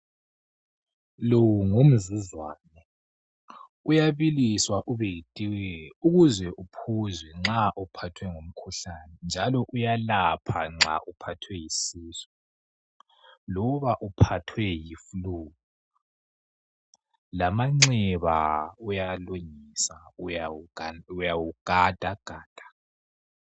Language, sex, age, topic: North Ndebele, male, 18-24, health